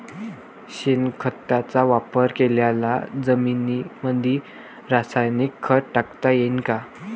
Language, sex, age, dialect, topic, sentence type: Marathi, male, <18, Varhadi, agriculture, question